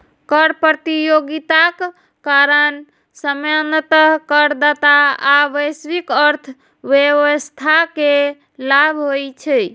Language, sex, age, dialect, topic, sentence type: Maithili, female, 36-40, Eastern / Thethi, banking, statement